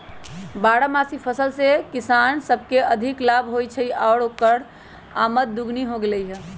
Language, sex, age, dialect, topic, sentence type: Magahi, male, 18-24, Western, agriculture, statement